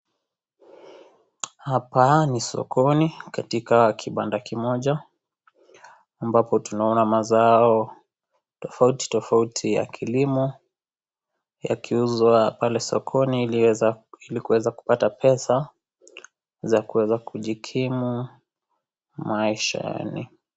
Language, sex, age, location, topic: Swahili, female, 25-35, Kisii, finance